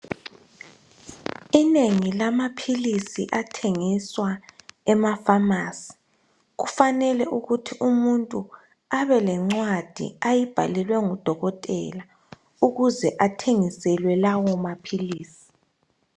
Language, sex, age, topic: North Ndebele, male, 18-24, health